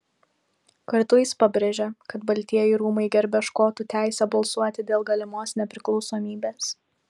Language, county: Lithuanian, Vilnius